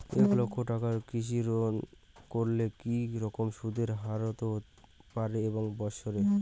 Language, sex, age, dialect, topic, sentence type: Bengali, male, 18-24, Rajbangshi, banking, question